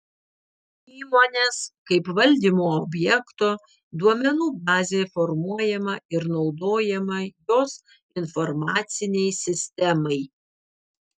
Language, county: Lithuanian, Vilnius